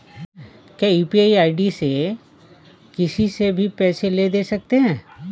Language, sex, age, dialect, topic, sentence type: Hindi, male, 36-40, Awadhi Bundeli, banking, question